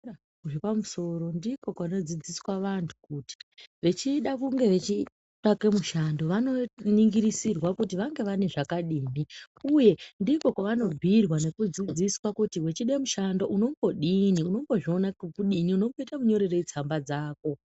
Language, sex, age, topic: Ndau, female, 25-35, education